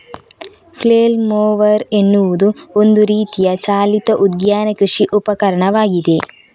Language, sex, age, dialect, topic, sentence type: Kannada, female, 36-40, Coastal/Dakshin, agriculture, statement